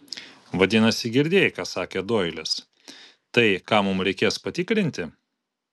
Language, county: Lithuanian, Vilnius